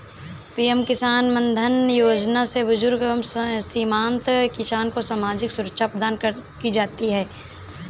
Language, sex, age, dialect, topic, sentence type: Hindi, female, 18-24, Awadhi Bundeli, agriculture, statement